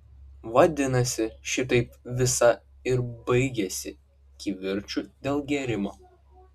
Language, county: Lithuanian, Klaipėda